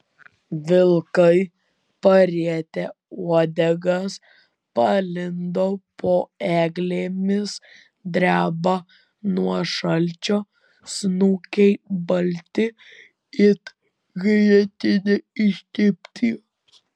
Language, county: Lithuanian, Vilnius